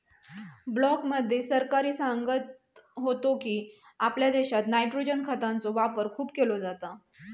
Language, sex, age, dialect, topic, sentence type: Marathi, female, 31-35, Southern Konkan, agriculture, statement